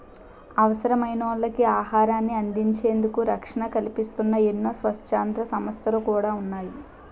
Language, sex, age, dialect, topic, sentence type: Telugu, female, 18-24, Utterandhra, agriculture, statement